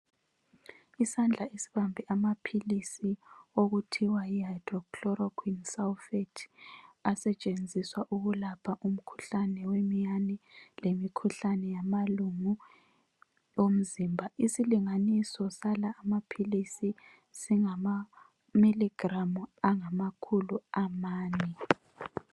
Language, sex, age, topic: North Ndebele, female, 25-35, health